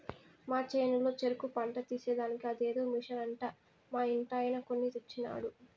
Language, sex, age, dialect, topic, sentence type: Telugu, female, 18-24, Southern, agriculture, statement